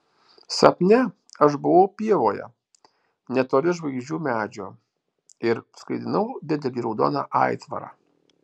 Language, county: Lithuanian, Alytus